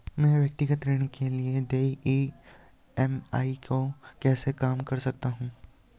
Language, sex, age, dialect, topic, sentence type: Hindi, male, 18-24, Hindustani Malvi Khadi Boli, banking, question